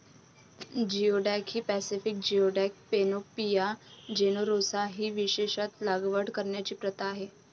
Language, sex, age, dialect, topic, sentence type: Marathi, female, 25-30, Varhadi, agriculture, statement